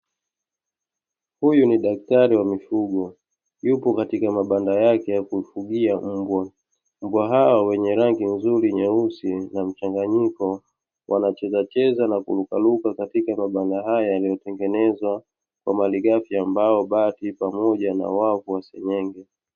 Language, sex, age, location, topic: Swahili, male, 25-35, Dar es Salaam, agriculture